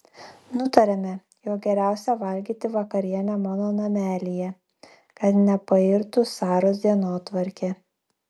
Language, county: Lithuanian, Klaipėda